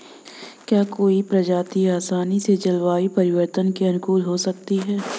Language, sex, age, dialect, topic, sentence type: Hindi, female, 18-24, Hindustani Malvi Khadi Boli, agriculture, question